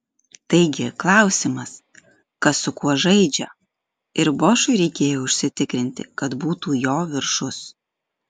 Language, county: Lithuanian, Alytus